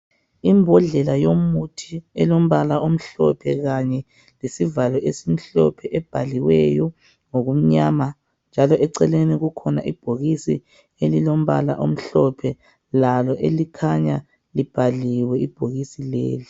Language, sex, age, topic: North Ndebele, male, 36-49, health